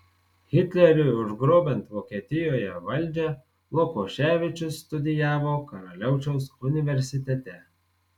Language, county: Lithuanian, Marijampolė